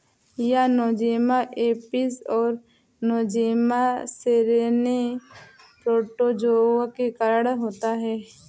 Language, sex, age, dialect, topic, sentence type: Hindi, female, 18-24, Awadhi Bundeli, agriculture, statement